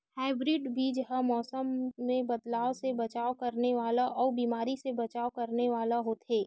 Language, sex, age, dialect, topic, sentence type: Chhattisgarhi, female, 31-35, Western/Budati/Khatahi, agriculture, statement